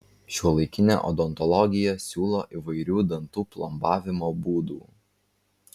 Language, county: Lithuanian, Vilnius